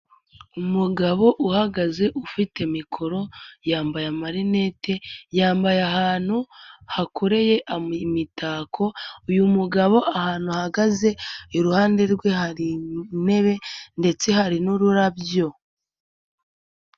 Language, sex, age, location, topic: Kinyarwanda, female, 18-24, Nyagatare, government